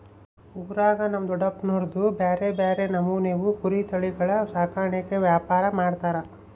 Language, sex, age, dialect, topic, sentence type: Kannada, male, 25-30, Central, agriculture, statement